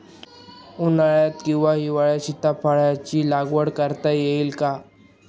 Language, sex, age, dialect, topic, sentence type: Marathi, male, 18-24, Northern Konkan, agriculture, question